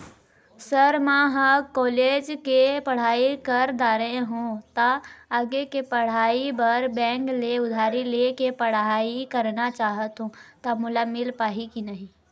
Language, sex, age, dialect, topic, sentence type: Chhattisgarhi, female, 18-24, Eastern, banking, question